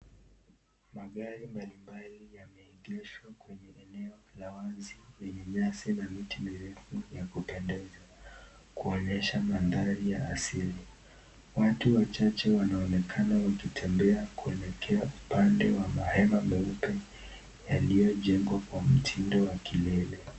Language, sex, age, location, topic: Swahili, male, 18-24, Nakuru, finance